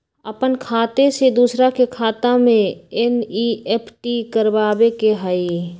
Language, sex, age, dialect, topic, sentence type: Magahi, female, 25-30, Western, banking, question